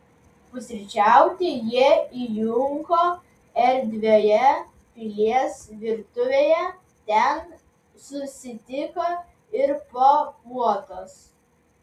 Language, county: Lithuanian, Vilnius